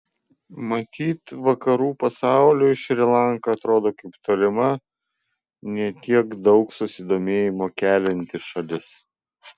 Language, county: Lithuanian, Vilnius